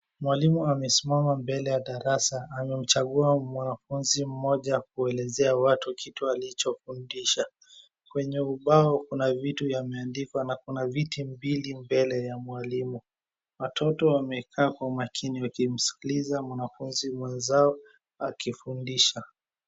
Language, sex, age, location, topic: Swahili, female, 36-49, Wajir, health